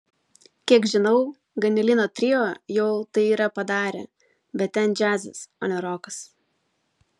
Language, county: Lithuanian, Vilnius